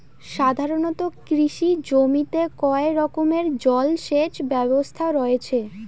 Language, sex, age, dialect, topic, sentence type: Bengali, female, <18, Rajbangshi, agriculture, question